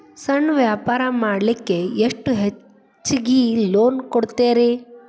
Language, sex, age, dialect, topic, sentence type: Kannada, female, 31-35, Dharwad Kannada, banking, question